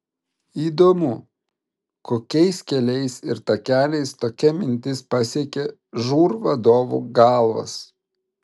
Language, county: Lithuanian, Vilnius